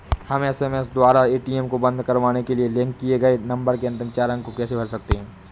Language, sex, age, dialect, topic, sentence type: Hindi, male, 25-30, Awadhi Bundeli, banking, question